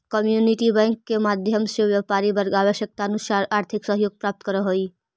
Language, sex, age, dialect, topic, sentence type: Magahi, female, 25-30, Central/Standard, banking, statement